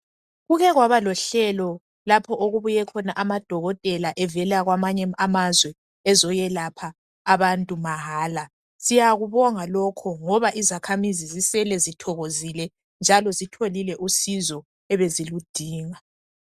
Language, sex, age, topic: North Ndebele, female, 25-35, health